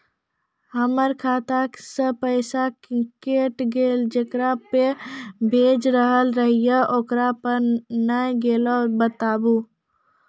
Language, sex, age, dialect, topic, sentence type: Maithili, female, 51-55, Angika, banking, question